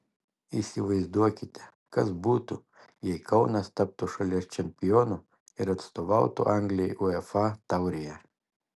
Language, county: Lithuanian, Šiauliai